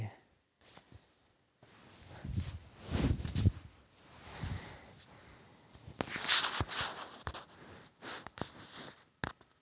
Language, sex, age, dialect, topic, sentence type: Magahi, male, 36-40, Northeastern/Surjapuri, agriculture, statement